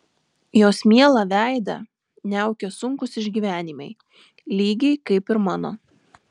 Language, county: Lithuanian, Vilnius